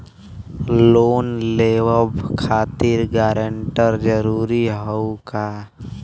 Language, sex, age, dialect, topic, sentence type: Bhojpuri, male, <18, Western, banking, question